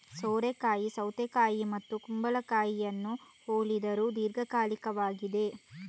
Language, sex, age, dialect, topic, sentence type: Kannada, female, 36-40, Coastal/Dakshin, agriculture, statement